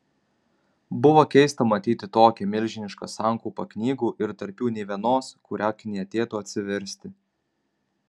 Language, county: Lithuanian, Kaunas